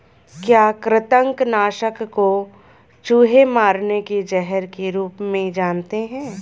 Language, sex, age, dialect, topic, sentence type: Hindi, female, 25-30, Hindustani Malvi Khadi Boli, agriculture, statement